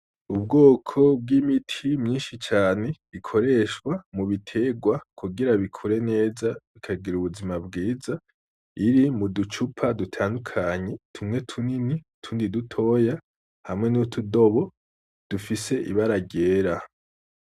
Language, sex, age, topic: Rundi, male, 18-24, agriculture